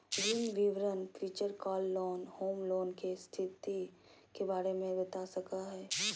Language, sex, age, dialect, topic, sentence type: Magahi, female, 31-35, Southern, banking, statement